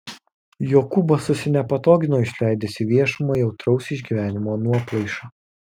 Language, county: Lithuanian, Kaunas